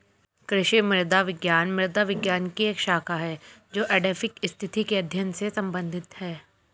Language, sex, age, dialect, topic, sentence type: Hindi, female, 25-30, Hindustani Malvi Khadi Boli, agriculture, statement